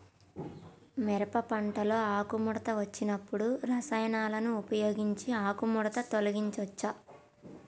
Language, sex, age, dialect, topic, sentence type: Telugu, female, 25-30, Telangana, agriculture, question